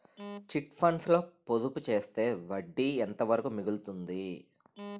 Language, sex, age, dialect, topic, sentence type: Telugu, male, 31-35, Utterandhra, banking, question